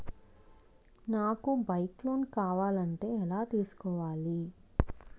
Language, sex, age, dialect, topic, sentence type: Telugu, female, 25-30, Utterandhra, banking, question